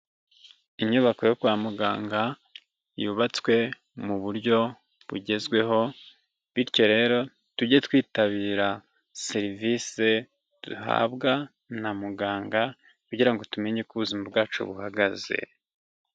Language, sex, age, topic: Kinyarwanda, male, 25-35, health